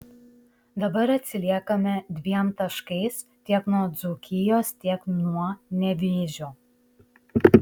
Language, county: Lithuanian, Šiauliai